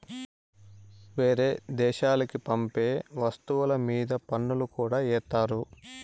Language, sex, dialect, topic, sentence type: Telugu, male, Southern, banking, statement